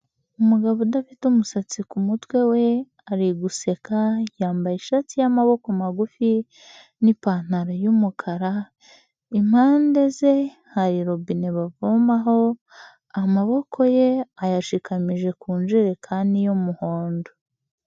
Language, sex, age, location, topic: Kinyarwanda, female, 25-35, Huye, health